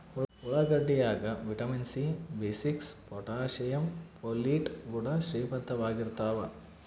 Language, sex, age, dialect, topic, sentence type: Kannada, male, 25-30, Central, agriculture, statement